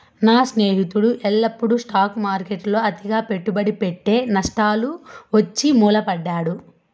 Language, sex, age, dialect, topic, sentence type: Telugu, female, 25-30, Southern, banking, statement